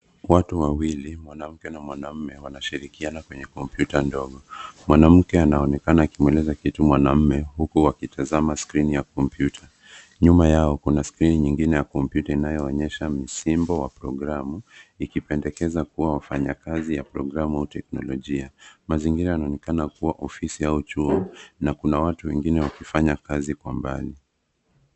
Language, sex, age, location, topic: Swahili, male, 25-35, Nairobi, education